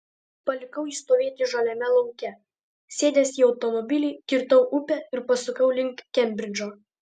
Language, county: Lithuanian, Alytus